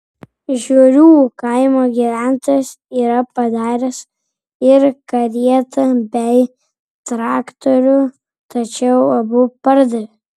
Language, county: Lithuanian, Vilnius